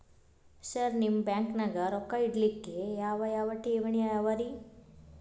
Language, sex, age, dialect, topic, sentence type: Kannada, female, 25-30, Dharwad Kannada, banking, question